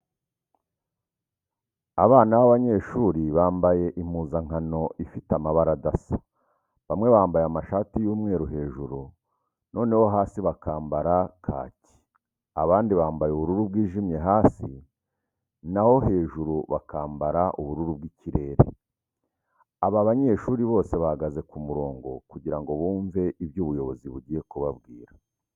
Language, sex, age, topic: Kinyarwanda, male, 36-49, education